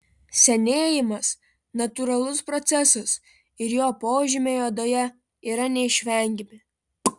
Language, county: Lithuanian, Vilnius